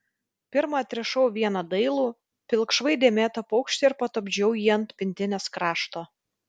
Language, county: Lithuanian, Vilnius